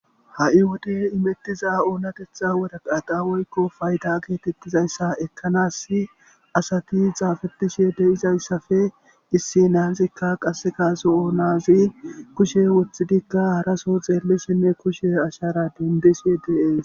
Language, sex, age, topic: Gamo, male, 18-24, government